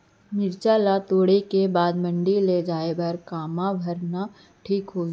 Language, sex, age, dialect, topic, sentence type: Chhattisgarhi, female, 25-30, Central, agriculture, question